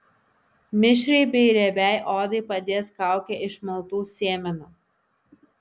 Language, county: Lithuanian, Šiauliai